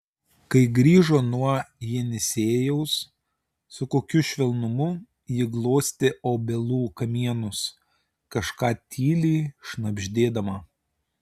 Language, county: Lithuanian, Utena